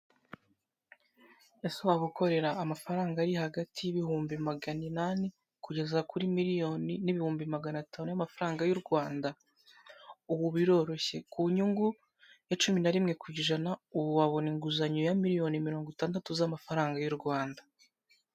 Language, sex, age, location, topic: Kinyarwanda, male, 18-24, Kigali, finance